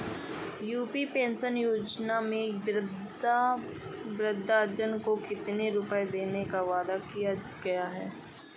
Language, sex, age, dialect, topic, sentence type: Hindi, male, 25-30, Awadhi Bundeli, banking, question